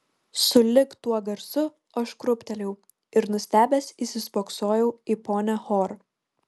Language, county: Lithuanian, Kaunas